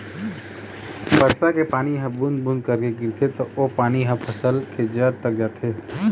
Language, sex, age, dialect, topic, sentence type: Chhattisgarhi, male, 18-24, Eastern, agriculture, statement